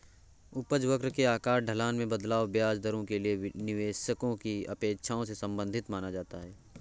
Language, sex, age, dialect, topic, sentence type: Hindi, male, 18-24, Awadhi Bundeli, banking, statement